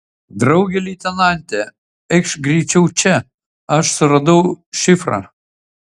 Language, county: Lithuanian, Utena